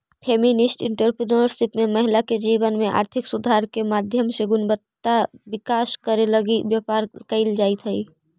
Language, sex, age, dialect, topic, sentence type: Magahi, female, 25-30, Central/Standard, banking, statement